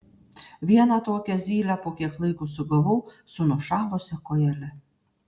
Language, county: Lithuanian, Panevėžys